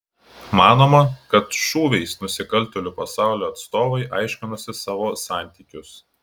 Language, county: Lithuanian, Klaipėda